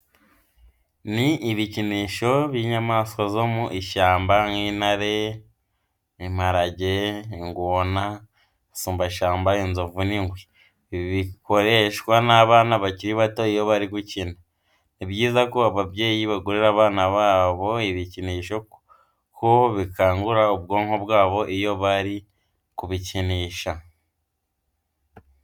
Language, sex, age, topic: Kinyarwanda, male, 18-24, education